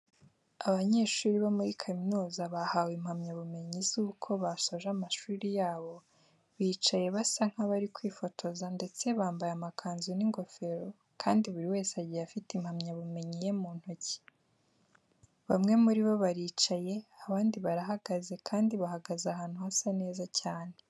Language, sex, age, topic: Kinyarwanda, female, 18-24, education